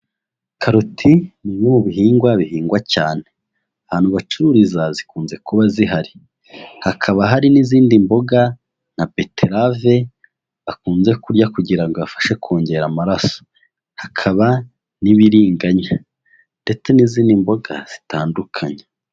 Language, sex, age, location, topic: Kinyarwanda, male, 18-24, Huye, agriculture